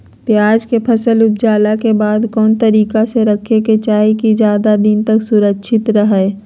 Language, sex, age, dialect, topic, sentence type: Magahi, female, 46-50, Southern, agriculture, question